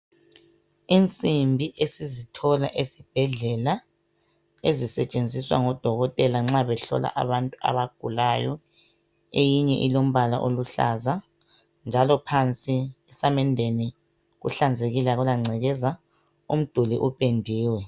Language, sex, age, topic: North Ndebele, male, 50+, health